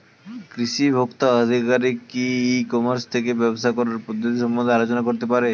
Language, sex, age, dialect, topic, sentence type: Bengali, male, 18-24, Standard Colloquial, agriculture, question